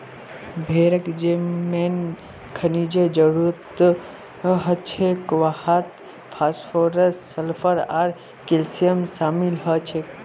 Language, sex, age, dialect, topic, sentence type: Magahi, male, 46-50, Northeastern/Surjapuri, agriculture, statement